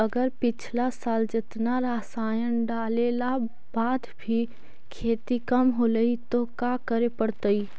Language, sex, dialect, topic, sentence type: Magahi, female, Central/Standard, agriculture, question